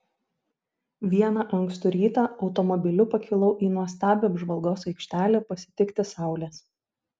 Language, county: Lithuanian, Šiauliai